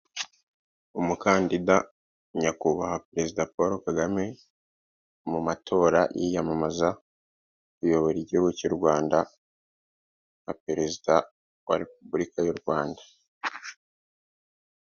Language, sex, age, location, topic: Kinyarwanda, male, 36-49, Kigali, government